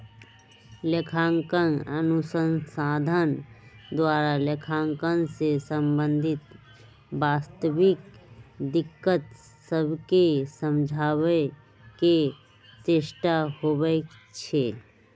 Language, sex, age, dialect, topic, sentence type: Magahi, female, 31-35, Western, banking, statement